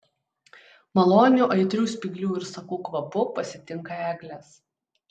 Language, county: Lithuanian, Utena